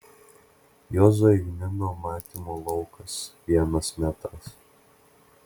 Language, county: Lithuanian, Klaipėda